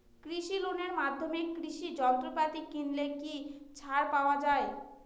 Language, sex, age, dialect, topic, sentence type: Bengali, female, 25-30, Northern/Varendri, agriculture, question